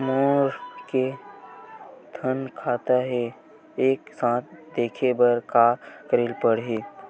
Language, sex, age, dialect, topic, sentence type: Chhattisgarhi, male, 18-24, Western/Budati/Khatahi, banking, question